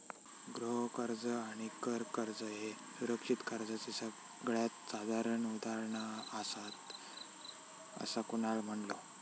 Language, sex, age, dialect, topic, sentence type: Marathi, male, 18-24, Southern Konkan, banking, statement